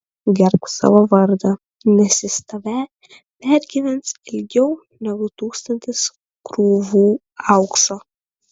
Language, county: Lithuanian, Kaunas